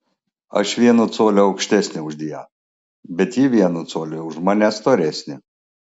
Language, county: Lithuanian, Klaipėda